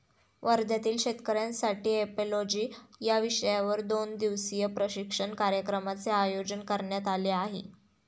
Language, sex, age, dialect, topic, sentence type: Marathi, female, 31-35, Standard Marathi, agriculture, statement